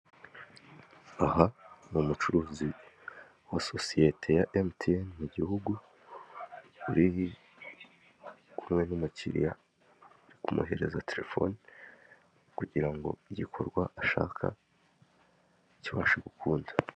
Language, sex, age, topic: Kinyarwanda, male, 18-24, finance